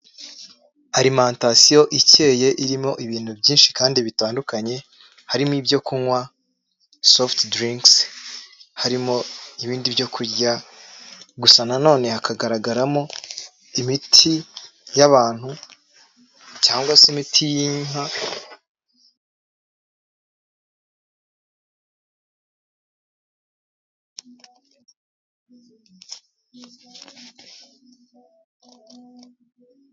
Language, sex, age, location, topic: Kinyarwanda, male, 25-35, Nyagatare, health